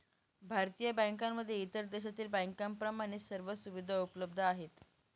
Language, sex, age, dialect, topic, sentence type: Marathi, male, 18-24, Northern Konkan, banking, statement